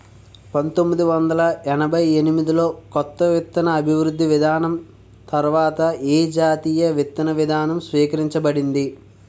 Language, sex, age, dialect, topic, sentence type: Telugu, male, 46-50, Utterandhra, agriculture, question